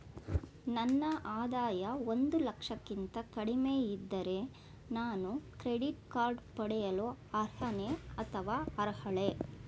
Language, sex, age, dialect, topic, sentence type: Kannada, female, 41-45, Mysore Kannada, banking, question